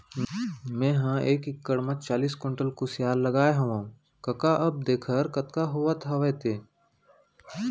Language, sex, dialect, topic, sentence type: Chhattisgarhi, male, Central, banking, statement